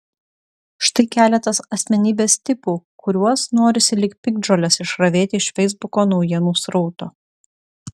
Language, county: Lithuanian, Utena